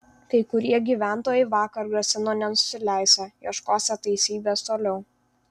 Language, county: Lithuanian, Vilnius